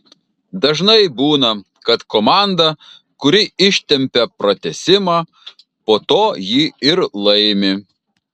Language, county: Lithuanian, Kaunas